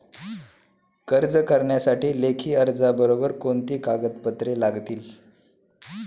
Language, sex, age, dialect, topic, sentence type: Marathi, male, 18-24, Standard Marathi, banking, question